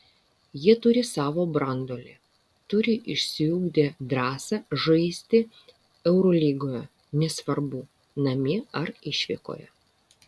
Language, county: Lithuanian, Vilnius